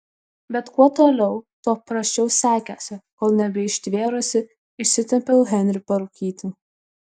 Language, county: Lithuanian, Vilnius